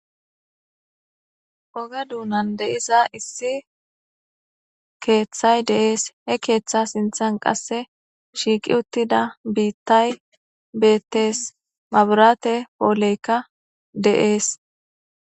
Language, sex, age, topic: Gamo, female, 18-24, government